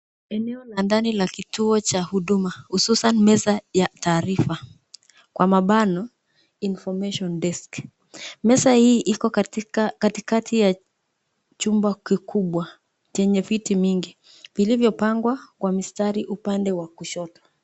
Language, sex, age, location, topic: Swahili, female, 25-35, Nakuru, government